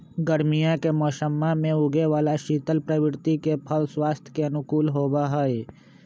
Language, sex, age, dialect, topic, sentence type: Magahi, male, 25-30, Western, agriculture, statement